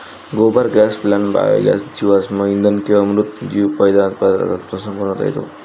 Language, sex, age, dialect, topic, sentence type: Marathi, male, 18-24, Varhadi, agriculture, statement